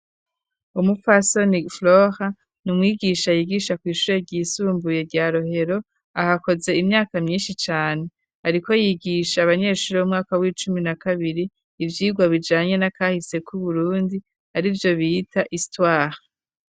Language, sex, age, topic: Rundi, female, 36-49, education